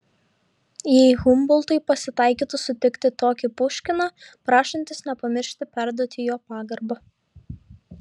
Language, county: Lithuanian, Šiauliai